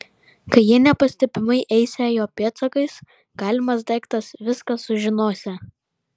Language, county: Lithuanian, Vilnius